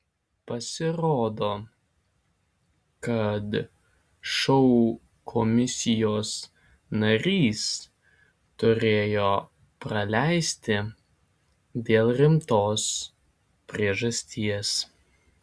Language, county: Lithuanian, Alytus